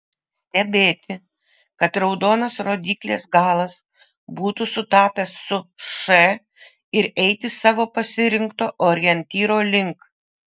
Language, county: Lithuanian, Vilnius